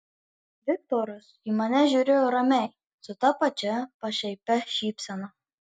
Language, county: Lithuanian, Marijampolė